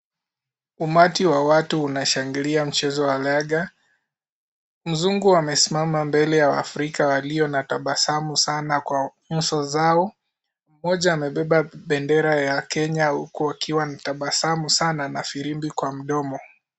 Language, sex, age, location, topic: Swahili, male, 18-24, Kisii, government